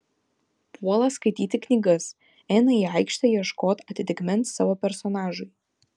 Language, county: Lithuanian, Vilnius